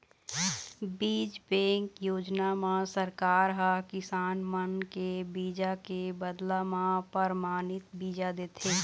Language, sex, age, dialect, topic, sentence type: Chhattisgarhi, female, 36-40, Eastern, agriculture, statement